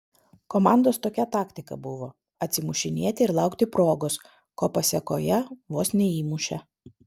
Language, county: Lithuanian, Vilnius